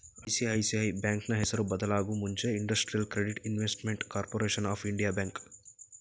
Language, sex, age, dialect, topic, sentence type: Kannada, male, 31-35, Mysore Kannada, banking, statement